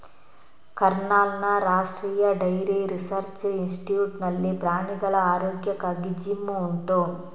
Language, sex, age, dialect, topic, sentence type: Kannada, female, 41-45, Coastal/Dakshin, agriculture, statement